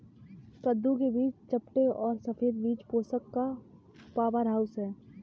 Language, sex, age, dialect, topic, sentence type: Hindi, female, 18-24, Kanauji Braj Bhasha, agriculture, statement